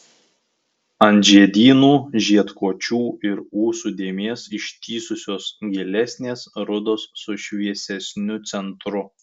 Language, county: Lithuanian, Tauragė